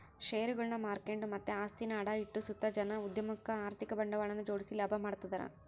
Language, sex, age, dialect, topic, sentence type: Kannada, female, 18-24, Central, banking, statement